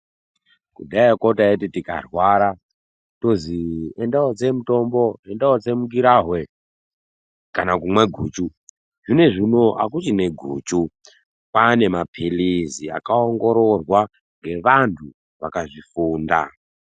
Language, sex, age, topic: Ndau, male, 18-24, health